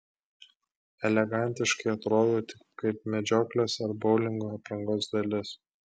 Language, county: Lithuanian, Klaipėda